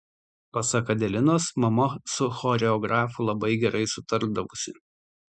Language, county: Lithuanian, Tauragė